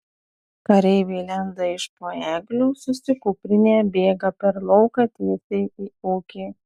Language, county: Lithuanian, Telšiai